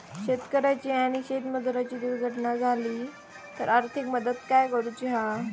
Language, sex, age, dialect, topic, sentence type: Marathi, female, 18-24, Southern Konkan, agriculture, question